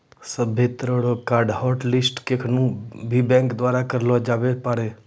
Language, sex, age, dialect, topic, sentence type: Maithili, male, 25-30, Angika, banking, statement